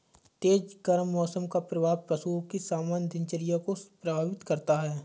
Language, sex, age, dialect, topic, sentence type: Hindi, male, 25-30, Awadhi Bundeli, agriculture, statement